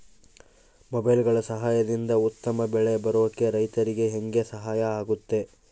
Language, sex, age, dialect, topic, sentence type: Kannada, male, 18-24, Central, agriculture, question